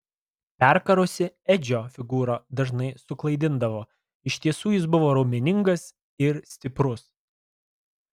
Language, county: Lithuanian, Alytus